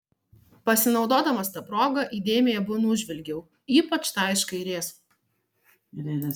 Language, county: Lithuanian, Marijampolė